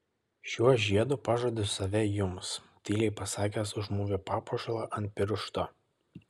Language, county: Lithuanian, Kaunas